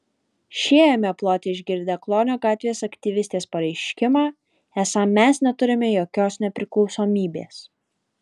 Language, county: Lithuanian, Alytus